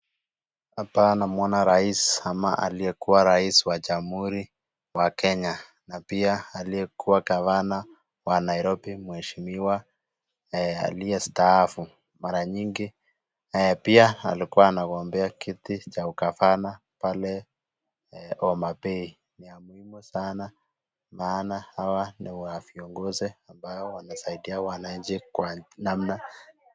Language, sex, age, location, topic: Swahili, male, 25-35, Nakuru, government